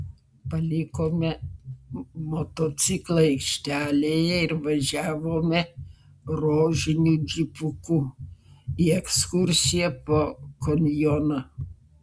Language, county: Lithuanian, Vilnius